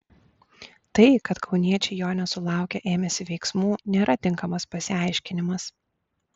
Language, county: Lithuanian, Klaipėda